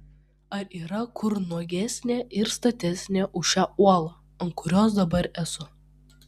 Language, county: Lithuanian, Vilnius